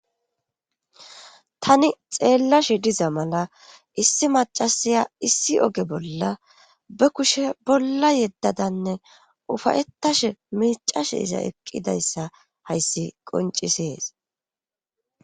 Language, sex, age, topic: Gamo, female, 18-24, government